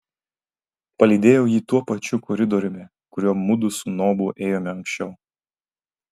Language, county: Lithuanian, Vilnius